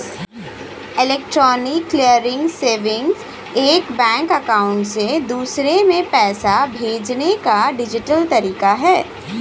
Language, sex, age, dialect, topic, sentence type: Bhojpuri, female, 18-24, Western, banking, statement